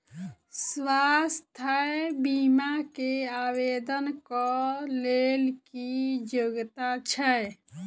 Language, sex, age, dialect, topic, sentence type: Maithili, female, 25-30, Southern/Standard, banking, question